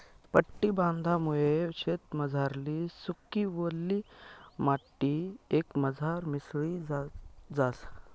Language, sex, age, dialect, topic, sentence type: Marathi, male, 25-30, Northern Konkan, agriculture, statement